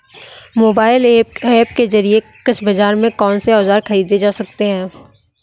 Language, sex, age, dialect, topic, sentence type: Hindi, male, 18-24, Awadhi Bundeli, agriculture, question